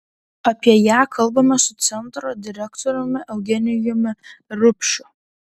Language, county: Lithuanian, Kaunas